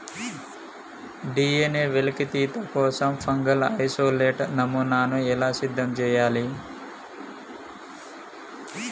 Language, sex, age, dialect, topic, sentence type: Telugu, male, 25-30, Telangana, agriculture, question